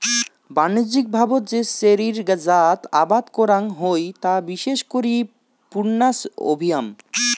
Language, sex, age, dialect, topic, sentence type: Bengali, male, 25-30, Rajbangshi, agriculture, statement